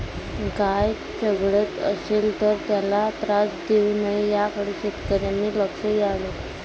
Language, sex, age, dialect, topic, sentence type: Marathi, female, 18-24, Varhadi, agriculture, statement